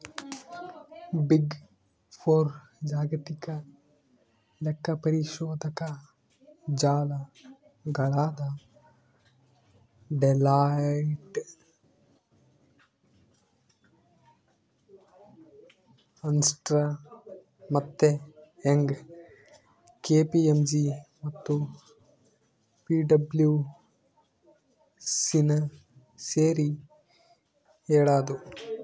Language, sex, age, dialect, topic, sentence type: Kannada, male, 18-24, Central, banking, statement